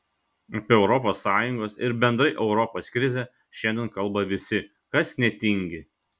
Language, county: Lithuanian, Šiauliai